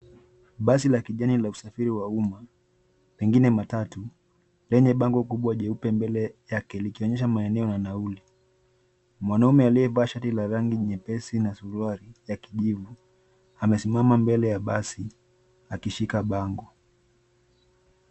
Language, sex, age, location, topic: Swahili, male, 25-35, Nairobi, government